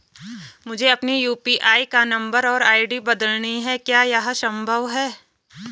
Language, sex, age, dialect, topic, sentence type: Hindi, female, 31-35, Garhwali, banking, question